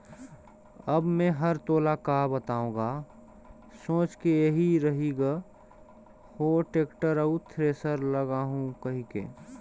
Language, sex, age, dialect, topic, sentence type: Chhattisgarhi, male, 31-35, Northern/Bhandar, banking, statement